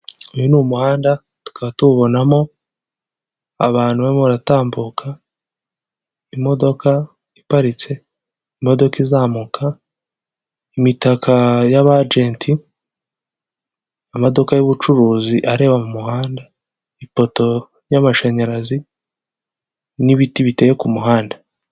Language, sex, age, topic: Kinyarwanda, male, 18-24, government